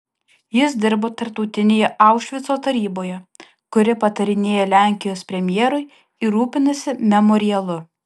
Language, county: Lithuanian, Alytus